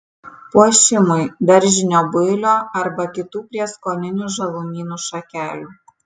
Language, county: Lithuanian, Kaunas